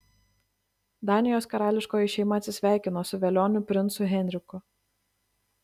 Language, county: Lithuanian, Klaipėda